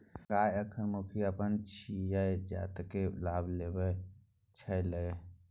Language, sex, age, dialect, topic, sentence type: Maithili, male, 18-24, Bajjika, banking, statement